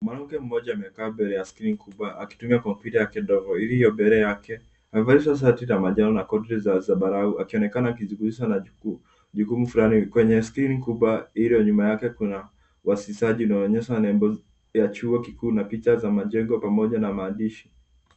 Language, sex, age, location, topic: Swahili, female, 50+, Nairobi, education